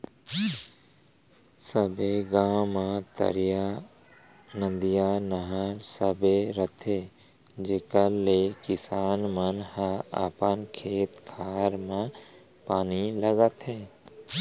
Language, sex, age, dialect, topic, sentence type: Chhattisgarhi, male, 41-45, Central, agriculture, statement